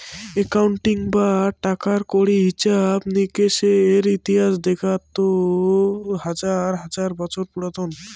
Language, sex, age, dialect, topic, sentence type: Bengali, female, <18, Rajbangshi, banking, statement